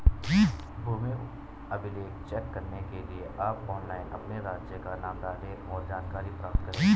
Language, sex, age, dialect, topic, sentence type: Hindi, male, 18-24, Garhwali, agriculture, statement